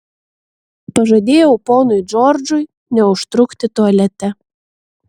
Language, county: Lithuanian, Vilnius